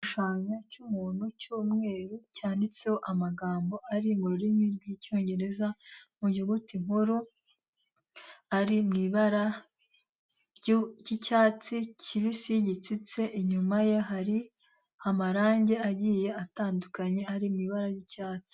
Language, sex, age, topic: Kinyarwanda, female, 18-24, health